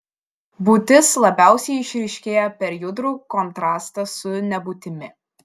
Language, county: Lithuanian, Šiauliai